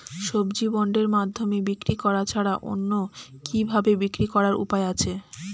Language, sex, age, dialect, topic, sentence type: Bengali, female, 25-30, Standard Colloquial, agriculture, question